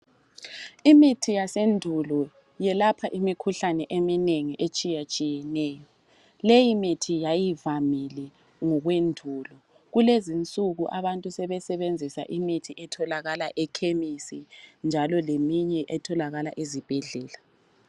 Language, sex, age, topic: North Ndebele, female, 25-35, health